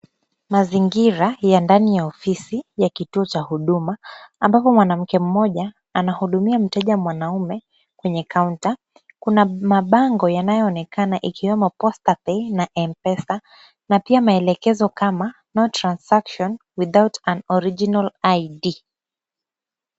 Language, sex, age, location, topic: Swahili, female, 25-35, Kisumu, government